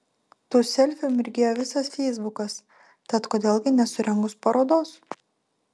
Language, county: Lithuanian, Utena